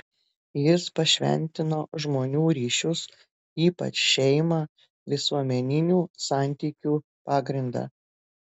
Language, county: Lithuanian, Telšiai